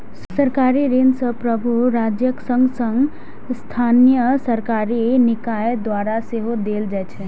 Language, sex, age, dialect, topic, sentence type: Maithili, female, 18-24, Eastern / Thethi, banking, statement